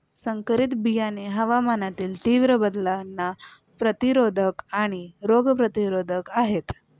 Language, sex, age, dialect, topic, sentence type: Marathi, female, 18-24, Standard Marathi, agriculture, statement